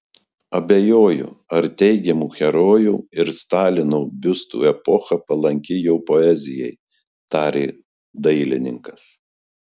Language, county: Lithuanian, Marijampolė